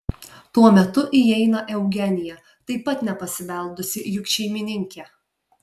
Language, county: Lithuanian, Alytus